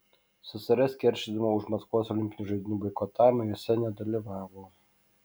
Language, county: Lithuanian, Kaunas